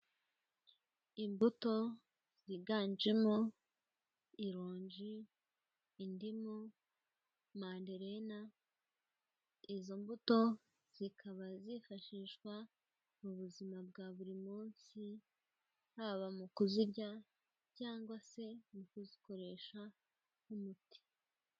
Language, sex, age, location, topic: Kinyarwanda, female, 18-24, Kigali, health